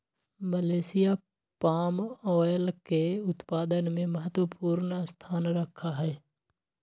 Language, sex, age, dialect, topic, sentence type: Magahi, male, 25-30, Western, agriculture, statement